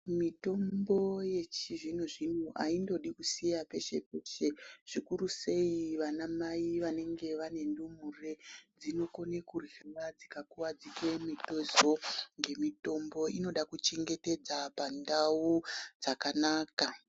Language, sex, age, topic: Ndau, female, 36-49, health